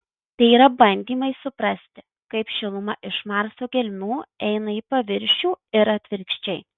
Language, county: Lithuanian, Marijampolė